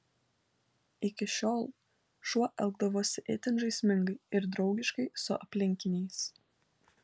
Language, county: Lithuanian, Kaunas